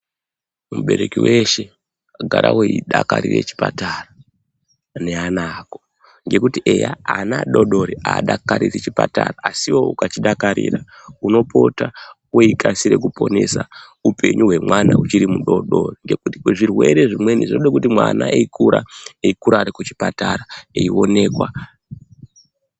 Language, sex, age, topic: Ndau, male, 18-24, health